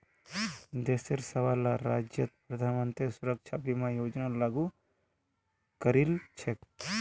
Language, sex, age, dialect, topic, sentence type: Magahi, male, 31-35, Northeastern/Surjapuri, banking, statement